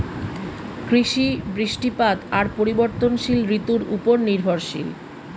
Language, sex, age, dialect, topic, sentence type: Bengali, female, 36-40, Rajbangshi, agriculture, statement